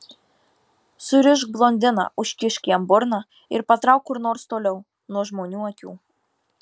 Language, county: Lithuanian, Marijampolė